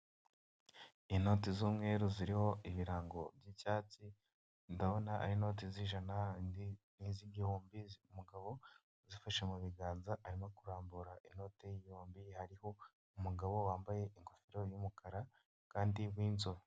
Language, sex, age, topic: Kinyarwanda, male, 18-24, finance